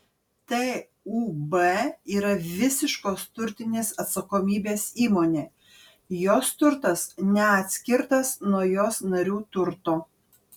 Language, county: Lithuanian, Panevėžys